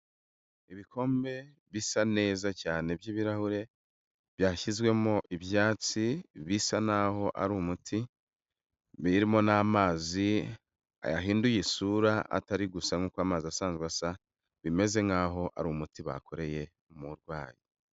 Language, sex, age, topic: Kinyarwanda, male, 25-35, health